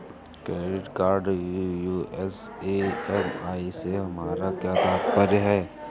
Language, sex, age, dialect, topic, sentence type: Hindi, male, 31-35, Awadhi Bundeli, banking, question